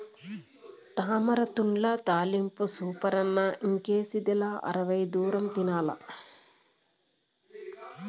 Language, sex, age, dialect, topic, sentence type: Telugu, female, 41-45, Southern, agriculture, statement